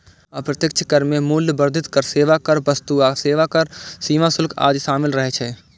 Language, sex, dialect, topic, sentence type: Maithili, male, Eastern / Thethi, banking, statement